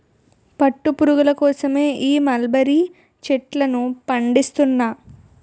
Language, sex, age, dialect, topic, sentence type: Telugu, female, 18-24, Utterandhra, agriculture, statement